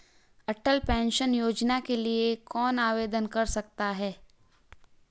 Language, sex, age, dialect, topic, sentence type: Hindi, female, 18-24, Marwari Dhudhari, banking, question